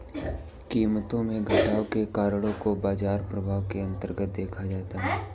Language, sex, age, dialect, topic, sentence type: Hindi, male, 18-24, Awadhi Bundeli, banking, statement